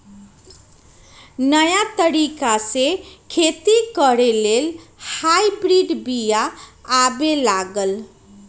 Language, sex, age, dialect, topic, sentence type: Magahi, female, 31-35, Western, agriculture, statement